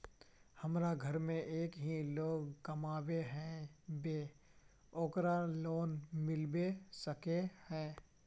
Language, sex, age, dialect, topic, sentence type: Magahi, male, 25-30, Northeastern/Surjapuri, banking, question